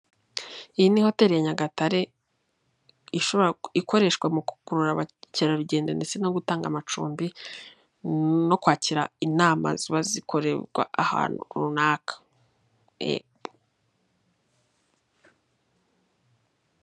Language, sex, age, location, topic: Kinyarwanda, female, 18-24, Nyagatare, finance